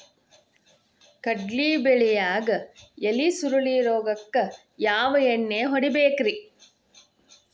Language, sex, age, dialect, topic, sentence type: Kannada, female, 18-24, Dharwad Kannada, agriculture, question